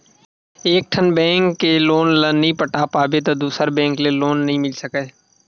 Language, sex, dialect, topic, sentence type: Chhattisgarhi, male, Western/Budati/Khatahi, banking, statement